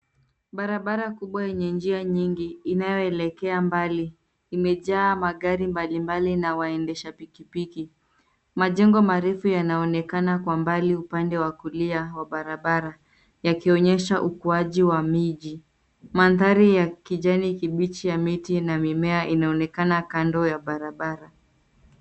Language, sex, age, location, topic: Swahili, female, 25-35, Nairobi, government